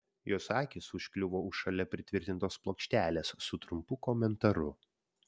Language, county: Lithuanian, Vilnius